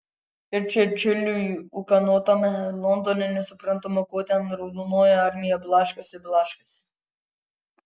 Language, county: Lithuanian, Kaunas